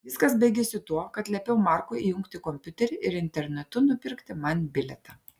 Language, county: Lithuanian, Klaipėda